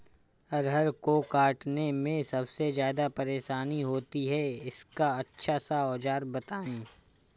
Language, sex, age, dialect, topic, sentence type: Hindi, male, 25-30, Awadhi Bundeli, agriculture, question